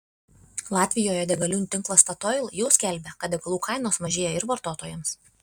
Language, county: Lithuanian, Alytus